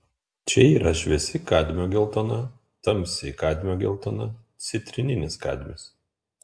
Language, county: Lithuanian, Kaunas